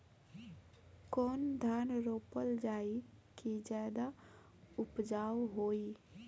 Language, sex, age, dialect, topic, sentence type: Bhojpuri, female, 25-30, Northern, agriculture, question